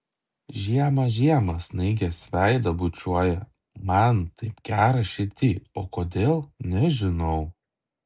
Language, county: Lithuanian, Klaipėda